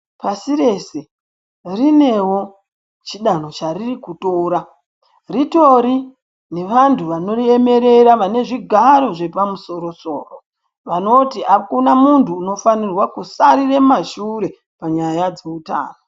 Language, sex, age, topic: Ndau, male, 36-49, health